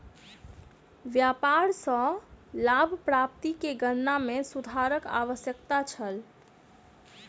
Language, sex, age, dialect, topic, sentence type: Maithili, female, 25-30, Southern/Standard, banking, statement